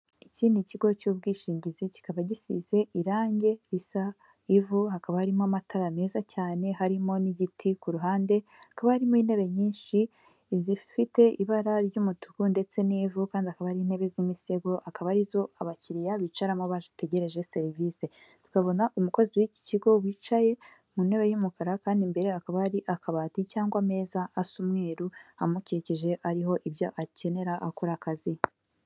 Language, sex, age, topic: Kinyarwanda, female, 18-24, finance